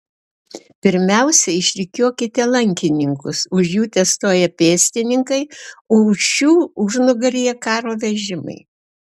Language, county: Lithuanian, Alytus